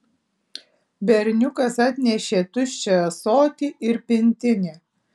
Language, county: Lithuanian, Alytus